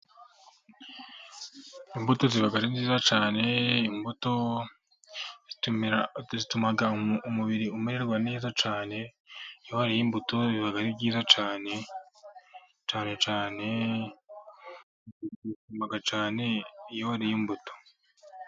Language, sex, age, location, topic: Kinyarwanda, male, 25-35, Musanze, agriculture